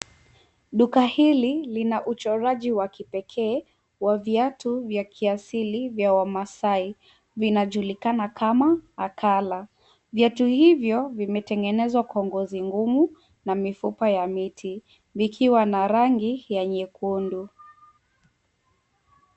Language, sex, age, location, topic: Swahili, female, 18-24, Nairobi, finance